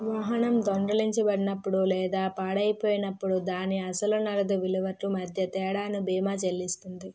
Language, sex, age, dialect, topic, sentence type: Telugu, female, 18-24, Utterandhra, banking, statement